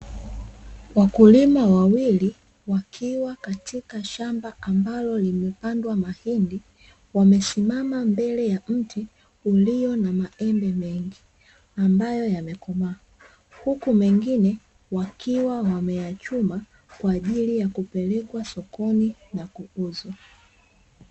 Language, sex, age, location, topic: Swahili, female, 25-35, Dar es Salaam, agriculture